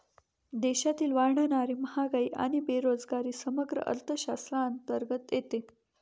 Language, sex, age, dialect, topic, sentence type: Marathi, female, 25-30, Northern Konkan, banking, statement